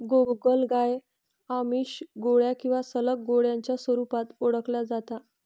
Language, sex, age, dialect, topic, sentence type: Marathi, female, 60-100, Northern Konkan, agriculture, statement